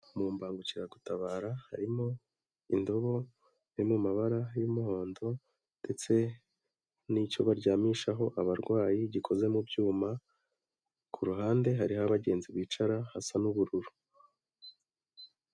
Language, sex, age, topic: Kinyarwanda, male, 18-24, health